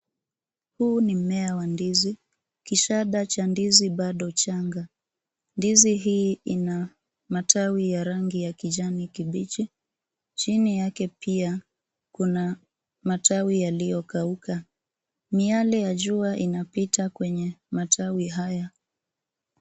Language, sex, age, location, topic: Swahili, female, 25-35, Nairobi, health